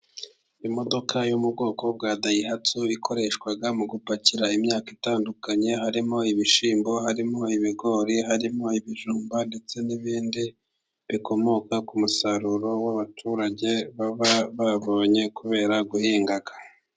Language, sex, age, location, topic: Kinyarwanda, male, 50+, Musanze, government